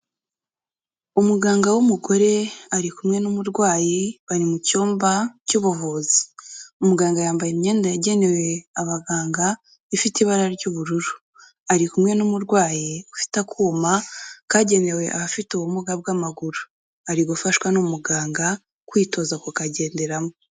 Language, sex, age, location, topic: Kinyarwanda, female, 18-24, Kigali, health